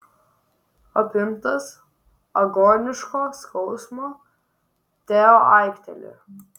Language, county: Lithuanian, Vilnius